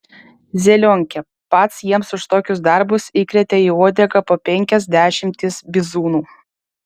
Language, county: Lithuanian, Vilnius